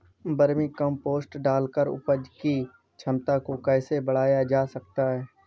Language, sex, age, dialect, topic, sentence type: Hindi, male, 25-30, Awadhi Bundeli, agriculture, question